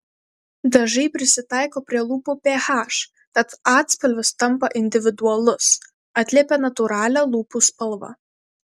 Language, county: Lithuanian, Kaunas